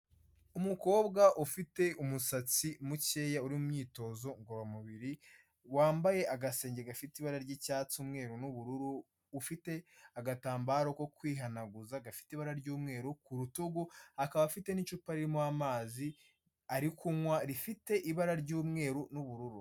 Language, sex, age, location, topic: Kinyarwanda, male, 25-35, Kigali, health